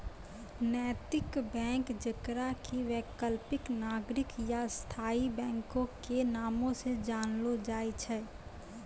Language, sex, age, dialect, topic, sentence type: Maithili, female, 25-30, Angika, banking, statement